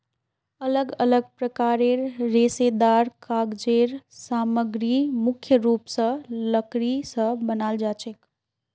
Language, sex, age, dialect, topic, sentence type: Magahi, female, 18-24, Northeastern/Surjapuri, agriculture, statement